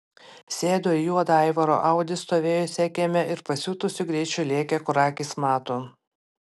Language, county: Lithuanian, Panevėžys